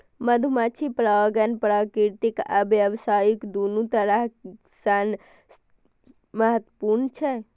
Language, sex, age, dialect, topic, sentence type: Maithili, female, 18-24, Eastern / Thethi, agriculture, statement